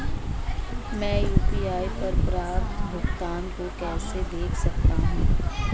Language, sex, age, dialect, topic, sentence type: Hindi, female, 25-30, Marwari Dhudhari, banking, question